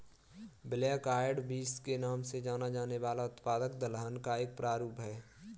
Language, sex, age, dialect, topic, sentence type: Hindi, female, 18-24, Kanauji Braj Bhasha, agriculture, statement